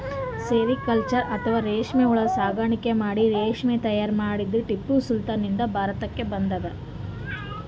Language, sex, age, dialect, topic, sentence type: Kannada, female, 18-24, Northeastern, agriculture, statement